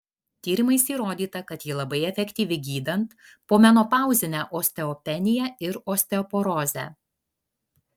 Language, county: Lithuanian, Alytus